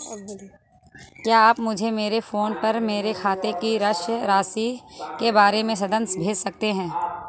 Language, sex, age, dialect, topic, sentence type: Hindi, female, 18-24, Marwari Dhudhari, banking, question